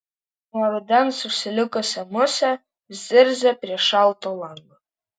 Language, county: Lithuanian, Vilnius